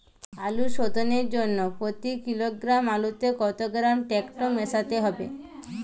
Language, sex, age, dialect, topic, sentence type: Bengali, female, 18-24, Jharkhandi, agriculture, question